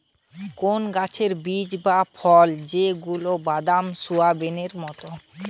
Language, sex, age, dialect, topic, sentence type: Bengali, male, 18-24, Western, agriculture, statement